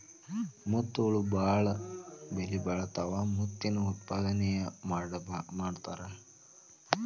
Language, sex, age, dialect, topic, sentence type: Kannada, male, 18-24, Dharwad Kannada, agriculture, statement